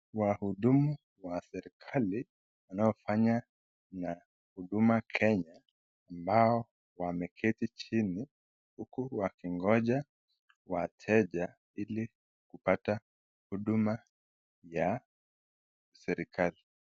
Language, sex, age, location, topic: Swahili, male, 25-35, Nakuru, government